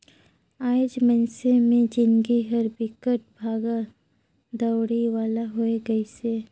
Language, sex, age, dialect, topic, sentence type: Chhattisgarhi, female, 36-40, Northern/Bhandar, banking, statement